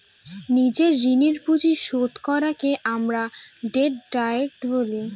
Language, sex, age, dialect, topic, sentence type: Bengali, female, 18-24, Northern/Varendri, banking, statement